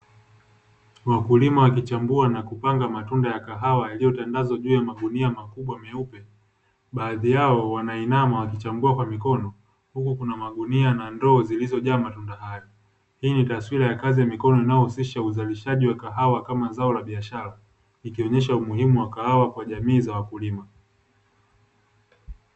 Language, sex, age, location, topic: Swahili, male, 18-24, Dar es Salaam, agriculture